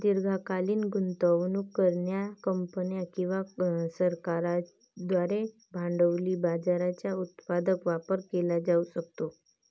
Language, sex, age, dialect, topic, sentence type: Marathi, female, 18-24, Varhadi, banking, statement